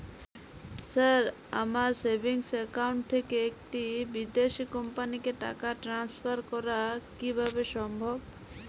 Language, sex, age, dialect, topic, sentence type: Bengali, female, 18-24, Jharkhandi, banking, question